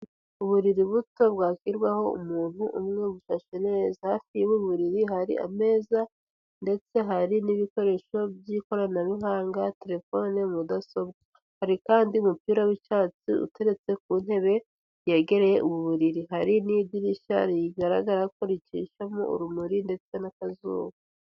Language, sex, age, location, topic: Kinyarwanda, female, 18-24, Huye, education